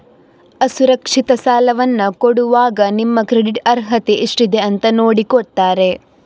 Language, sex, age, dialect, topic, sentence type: Kannada, female, 31-35, Coastal/Dakshin, banking, statement